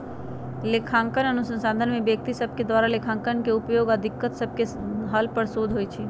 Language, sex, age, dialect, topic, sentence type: Magahi, female, 31-35, Western, banking, statement